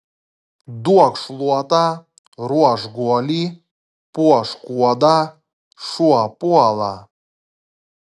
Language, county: Lithuanian, Klaipėda